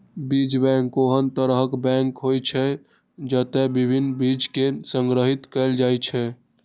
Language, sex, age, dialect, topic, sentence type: Maithili, male, 18-24, Eastern / Thethi, agriculture, statement